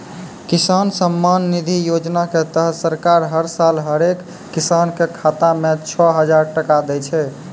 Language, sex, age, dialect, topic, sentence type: Maithili, male, 18-24, Angika, agriculture, statement